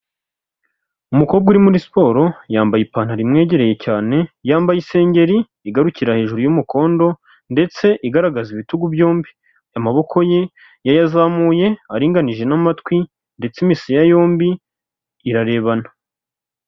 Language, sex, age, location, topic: Kinyarwanda, male, 18-24, Huye, health